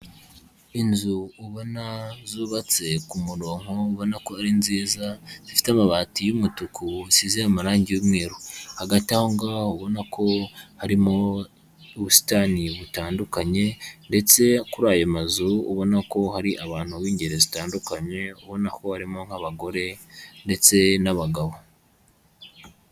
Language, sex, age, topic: Kinyarwanda, male, 25-35, health